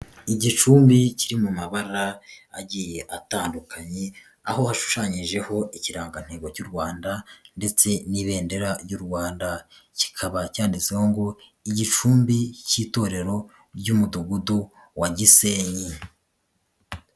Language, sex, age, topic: Kinyarwanda, female, 25-35, government